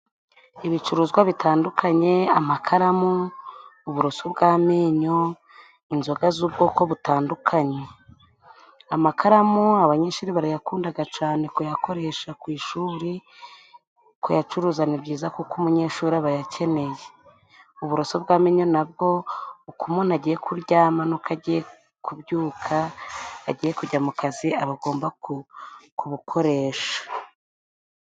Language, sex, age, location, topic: Kinyarwanda, female, 25-35, Musanze, finance